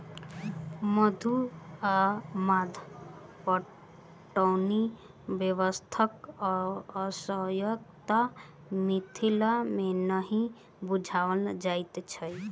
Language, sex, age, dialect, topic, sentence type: Maithili, female, 18-24, Southern/Standard, agriculture, statement